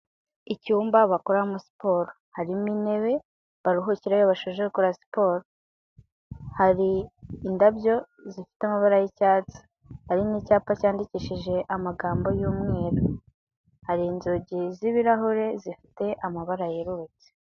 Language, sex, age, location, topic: Kinyarwanda, female, 25-35, Kigali, health